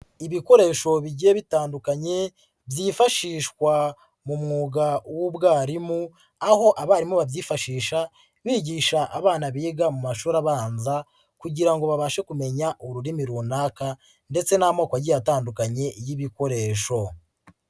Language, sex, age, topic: Kinyarwanda, female, 25-35, education